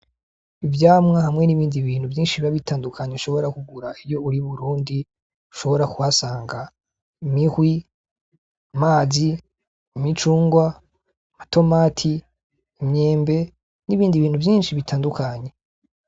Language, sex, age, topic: Rundi, male, 25-35, agriculture